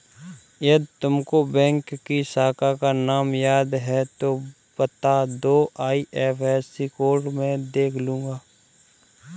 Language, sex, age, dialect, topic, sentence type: Hindi, male, 25-30, Kanauji Braj Bhasha, banking, statement